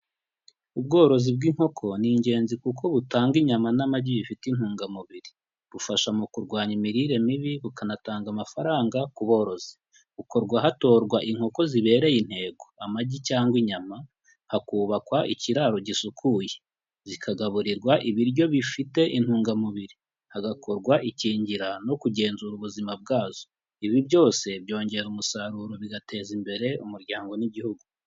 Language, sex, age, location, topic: Kinyarwanda, male, 25-35, Huye, agriculture